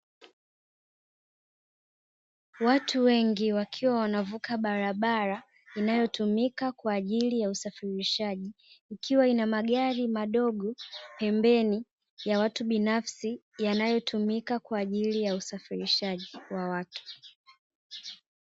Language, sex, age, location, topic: Swahili, female, 18-24, Dar es Salaam, government